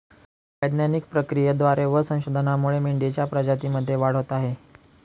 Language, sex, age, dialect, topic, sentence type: Marathi, male, 18-24, Northern Konkan, agriculture, statement